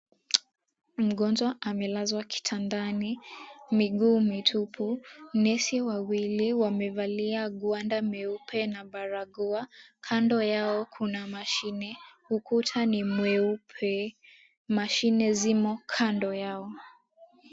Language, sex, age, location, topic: Swahili, female, 18-24, Mombasa, health